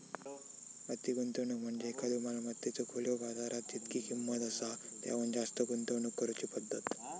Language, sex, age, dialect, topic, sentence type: Marathi, male, 18-24, Southern Konkan, banking, statement